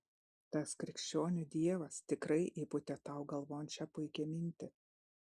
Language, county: Lithuanian, Šiauliai